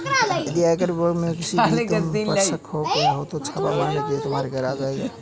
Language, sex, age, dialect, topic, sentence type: Hindi, male, 18-24, Marwari Dhudhari, banking, statement